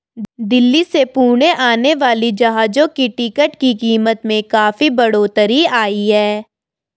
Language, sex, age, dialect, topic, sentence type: Hindi, female, 18-24, Garhwali, banking, statement